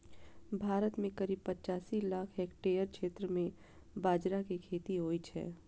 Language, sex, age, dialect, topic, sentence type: Maithili, female, 31-35, Eastern / Thethi, agriculture, statement